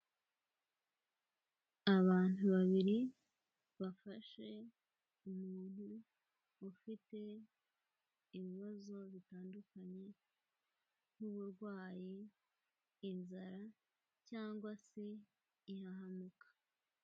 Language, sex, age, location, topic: Kinyarwanda, female, 18-24, Kigali, health